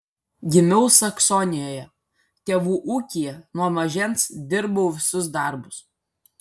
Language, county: Lithuanian, Kaunas